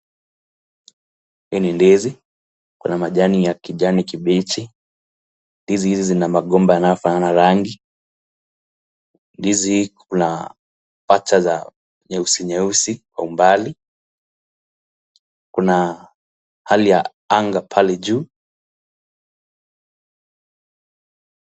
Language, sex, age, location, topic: Swahili, male, 18-24, Kisumu, agriculture